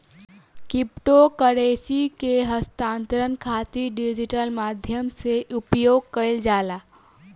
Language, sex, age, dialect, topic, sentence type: Bhojpuri, female, 18-24, Southern / Standard, banking, statement